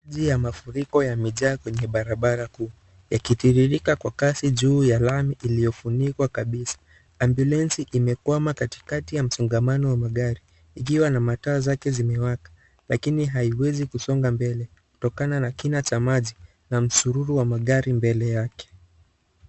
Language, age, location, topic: Swahili, 18-24, Kisii, health